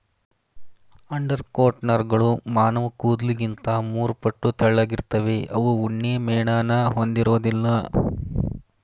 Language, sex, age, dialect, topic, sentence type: Kannada, male, 31-35, Mysore Kannada, agriculture, statement